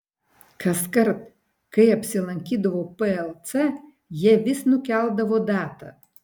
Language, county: Lithuanian, Vilnius